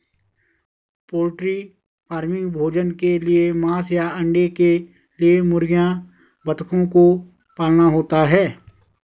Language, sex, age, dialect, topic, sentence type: Hindi, male, 36-40, Garhwali, agriculture, statement